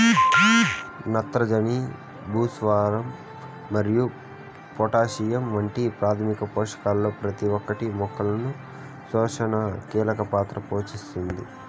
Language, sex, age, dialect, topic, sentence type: Telugu, male, 25-30, Southern, agriculture, statement